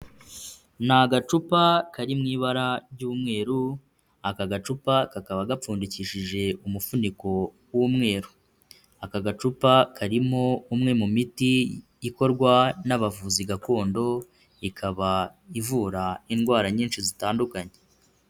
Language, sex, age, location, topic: Kinyarwanda, male, 25-35, Kigali, health